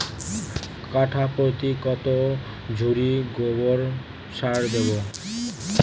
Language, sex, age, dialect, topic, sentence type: Bengali, male, 18-24, Western, agriculture, question